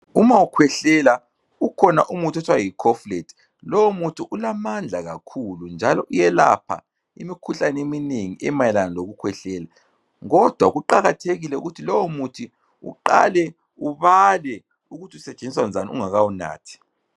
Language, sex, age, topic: North Ndebele, female, 36-49, health